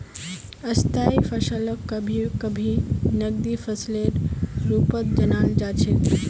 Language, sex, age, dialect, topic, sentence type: Magahi, female, 18-24, Northeastern/Surjapuri, agriculture, statement